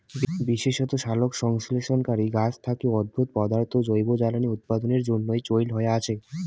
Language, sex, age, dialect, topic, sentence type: Bengali, male, 18-24, Rajbangshi, agriculture, statement